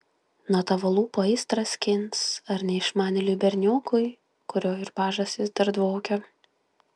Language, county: Lithuanian, Klaipėda